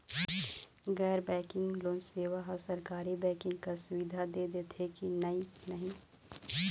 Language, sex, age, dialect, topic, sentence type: Chhattisgarhi, female, 31-35, Eastern, banking, question